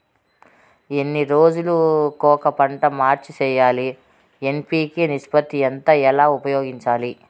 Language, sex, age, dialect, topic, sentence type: Telugu, female, 36-40, Southern, agriculture, question